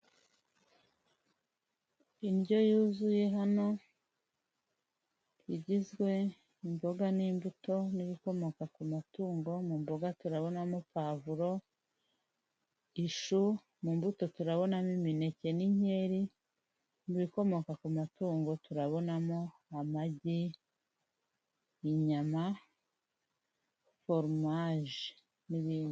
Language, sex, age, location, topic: Kinyarwanda, female, 25-35, Huye, health